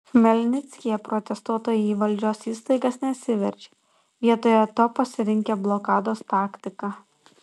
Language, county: Lithuanian, Šiauliai